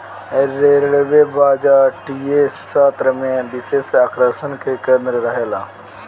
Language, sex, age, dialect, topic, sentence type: Bhojpuri, male, <18, Southern / Standard, banking, statement